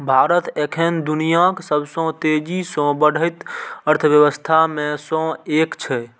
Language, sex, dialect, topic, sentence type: Maithili, male, Eastern / Thethi, banking, statement